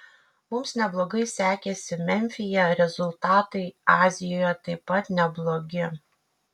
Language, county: Lithuanian, Kaunas